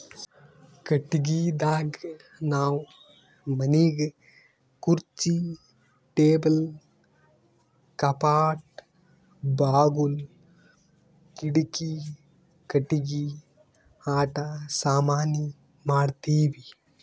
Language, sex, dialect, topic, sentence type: Kannada, male, Northeastern, agriculture, statement